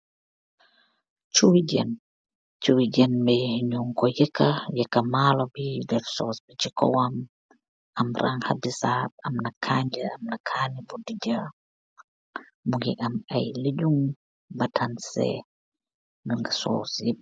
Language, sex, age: Wolof, female, 36-49